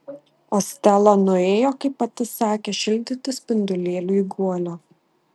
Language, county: Lithuanian, Šiauliai